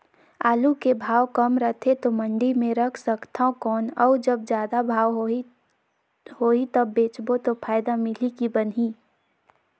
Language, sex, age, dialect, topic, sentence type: Chhattisgarhi, female, 18-24, Northern/Bhandar, agriculture, question